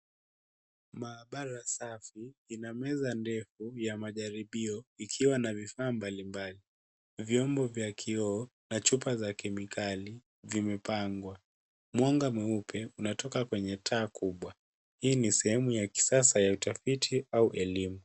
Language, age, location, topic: Swahili, 18-24, Nairobi, education